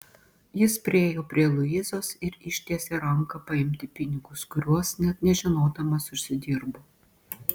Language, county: Lithuanian, Panevėžys